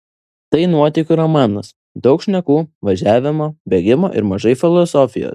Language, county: Lithuanian, Vilnius